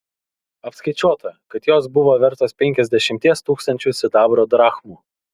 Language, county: Lithuanian, Kaunas